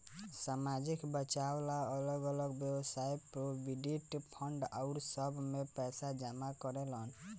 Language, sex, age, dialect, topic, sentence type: Bhojpuri, female, 51-55, Southern / Standard, banking, statement